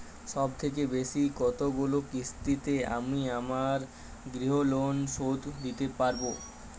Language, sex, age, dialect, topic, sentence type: Bengali, male, 18-24, Jharkhandi, banking, question